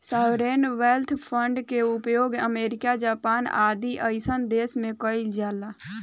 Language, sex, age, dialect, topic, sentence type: Bhojpuri, female, 18-24, Southern / Standard, banking, statement